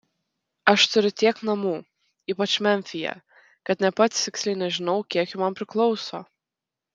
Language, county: Lithuanian, Telšiai